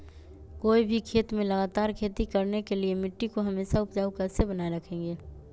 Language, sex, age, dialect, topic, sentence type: Magahi, female, 25-30, Western, agriculture, question